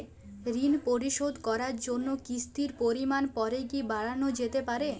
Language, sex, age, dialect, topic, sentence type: Bengali, female, 18-24, Jharkhandi, banking, question